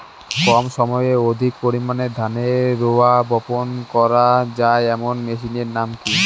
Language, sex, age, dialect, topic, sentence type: Bengali, male, 18-24, Rajbangshi, agriculture, question